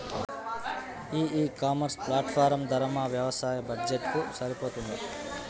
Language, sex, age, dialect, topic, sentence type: Telugu, male, 18-24, Telangana, agriculture, question